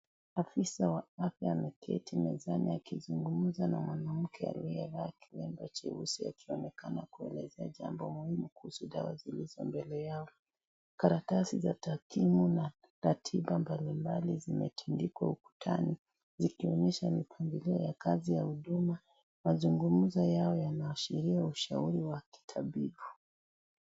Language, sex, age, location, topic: Swahili, female, 36-49, Kisii, health